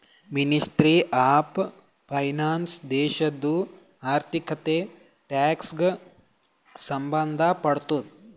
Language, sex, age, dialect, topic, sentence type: Kannada, male, 18-24, Northeastern, banking, statement